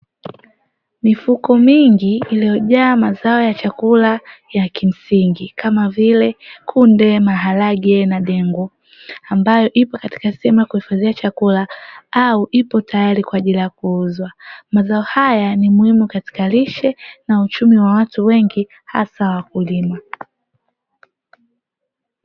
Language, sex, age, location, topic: Swahili, female, 18-24, Dar es Salaam, agriculture